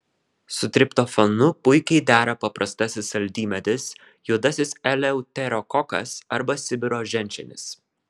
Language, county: Lithuanian, Vilnius